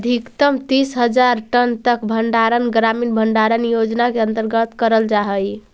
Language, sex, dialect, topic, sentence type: Magahi, female, Central/Standard, agriculture, statement